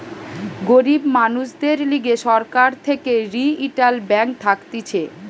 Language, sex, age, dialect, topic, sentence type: Bengali, female, 31-35, Western, banking, statement